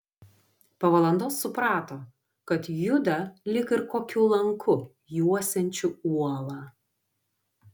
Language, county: Lithuanian, Vilnius